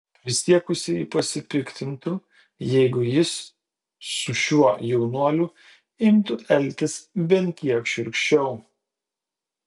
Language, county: Lithuanian, Utena